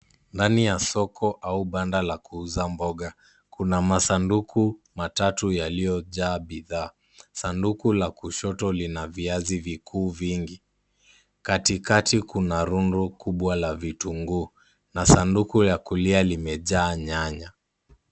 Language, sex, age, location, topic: Swahili, male, 18-24, Kisumu, finance